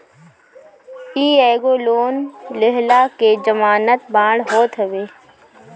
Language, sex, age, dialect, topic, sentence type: Bhojpuri, female, 25-30, Northern, banking, statement